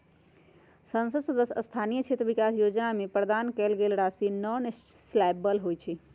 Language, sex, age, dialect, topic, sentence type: Magahi, female, 60-100, Western, banking, statement